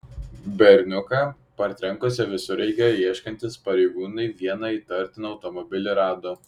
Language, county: Lithuanian, Šiauliai